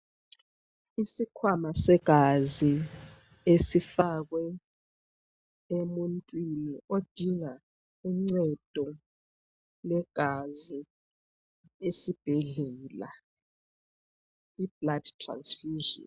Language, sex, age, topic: North Ndebele, female, 25-35, health